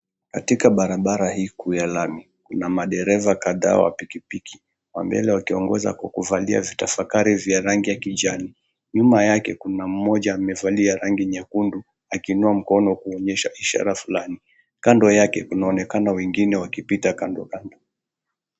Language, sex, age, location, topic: Swahili, male, 25-35, Mombasa, government